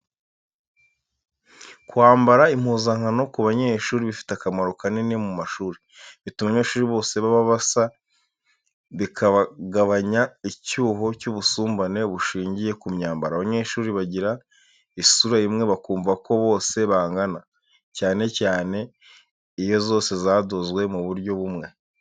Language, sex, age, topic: Kinyarwanda, male, 25-35, education